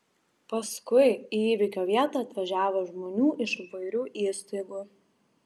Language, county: Lithuanian, Šiauliai